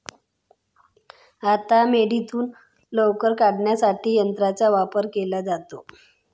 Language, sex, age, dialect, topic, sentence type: Marathi, female, 25-30, Standard Marathi, agriculture, statement